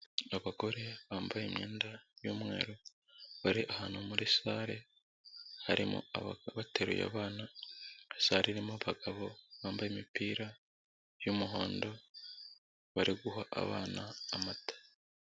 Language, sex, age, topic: Kinyarwanda, male, 18-24, health